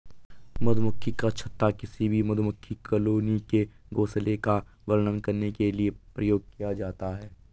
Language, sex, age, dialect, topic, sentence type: Hindi, male, 18-24, Garhwali, agriculture, statement